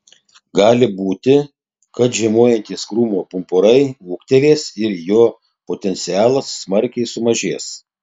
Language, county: Lithuanian, Tauragė